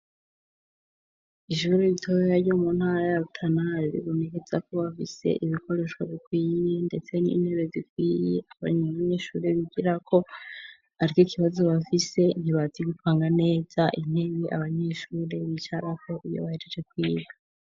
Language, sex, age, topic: Rundi, female, 25-35, education